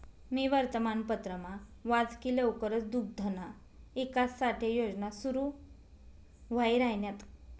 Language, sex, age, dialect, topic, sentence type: Marathi, female, 25-30, Northern Konkan, agriculture, statement